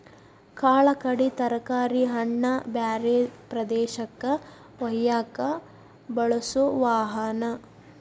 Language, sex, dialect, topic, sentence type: Kannada, female, Dharwad Kannada, agriculture, statement